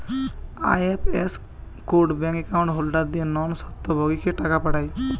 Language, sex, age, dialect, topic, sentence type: Bengali, male, 18-24, Western, banking, statement